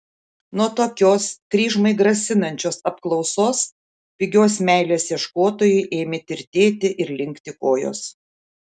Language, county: Lithuanian, Šiauliai